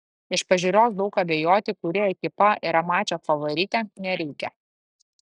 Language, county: Lithuanian, Klaipėda